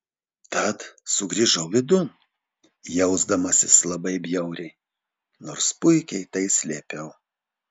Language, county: Lithuanian, Telšiai